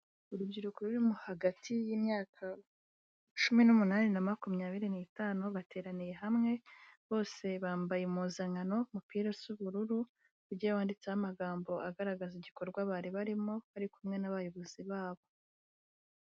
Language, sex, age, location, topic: Kinyarwanda, female, 18-24, Kigali, health